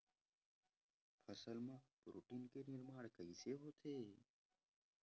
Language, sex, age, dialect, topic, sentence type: Chhattisgarhi, male, 18-24, Western/Budati/Khatahi, agriculture, question